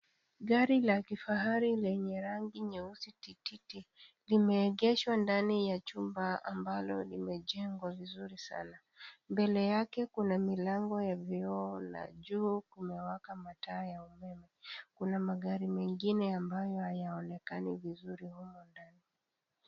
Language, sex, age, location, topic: Swahili, female, 25-35, Kisii, finance